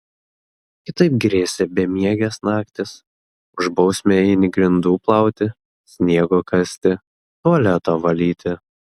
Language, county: Lithuanian, Klaipėda